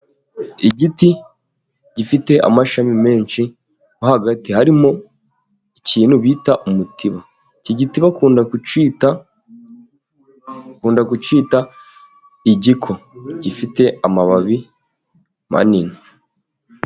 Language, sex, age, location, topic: Kinyarwanda, male, 18-24, Musanze, government